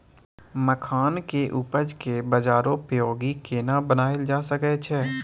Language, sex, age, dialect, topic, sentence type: Maithili, male, 18-24, Bajjika, agriculture, question